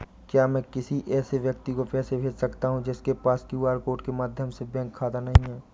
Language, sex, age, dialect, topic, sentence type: Hindi, male, 18-24, Awadhi Bundeli, banking, question